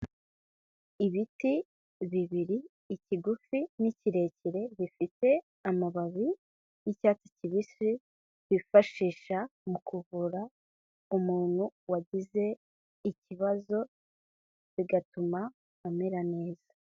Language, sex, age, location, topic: Kinyarwanda, female, 25-35, Kigali, health